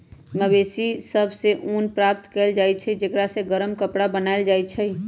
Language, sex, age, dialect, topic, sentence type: Magahi, male, 18-24, Western, agriculture, statement